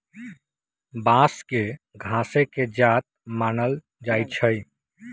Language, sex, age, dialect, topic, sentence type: Magahi, male, 18-24, Western, agriculture, statement